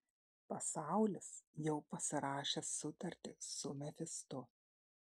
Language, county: Lithuanian, Šiauliai